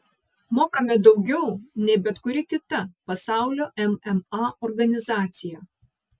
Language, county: Lithuanian, Vilnius